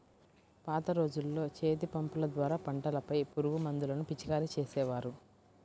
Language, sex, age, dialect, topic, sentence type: Telugu, female, 18-24, Central/Coastal, agriculture, statement